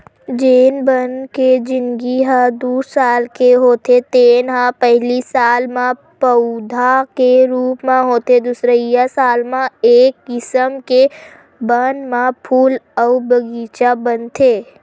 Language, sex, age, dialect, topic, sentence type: Chhattisgarhi, female, 25-30, Western/Budati/Khatahi, agriculture, statement